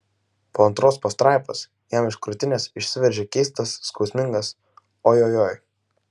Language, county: Lithuanian, Vilnius